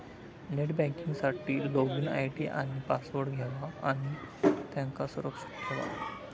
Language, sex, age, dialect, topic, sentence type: Marathi, male, 25-30, Southern Konkan, banking, statement